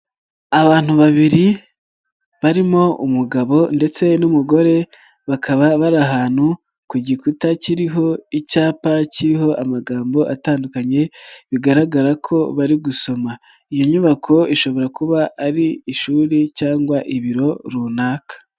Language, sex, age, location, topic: Kinyarwanda, male, 36-49, Nyagatare, government